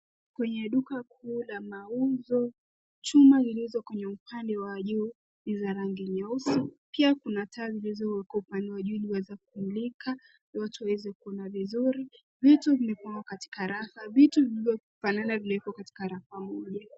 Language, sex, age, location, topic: Swahili, female, 18-24, Nairobi, finance